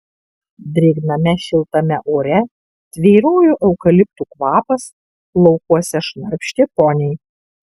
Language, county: Lithuanian, Kaunas